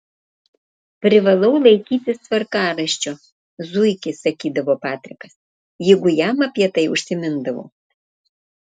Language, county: Lithuanian, Panevėžys